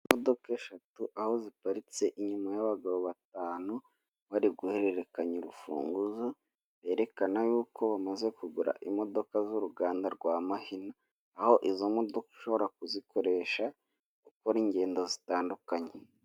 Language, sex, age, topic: Kinyarwanda, male, 18-24, finance